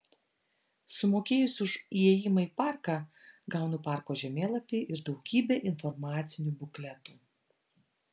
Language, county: Lithuanian, Vilnius